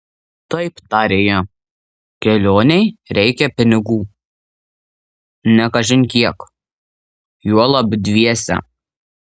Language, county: Lithuanian, Marijampolė